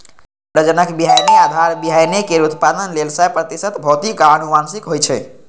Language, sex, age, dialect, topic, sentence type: Maithili, male, 18-24, Eastern / Thethi, agriculture, statement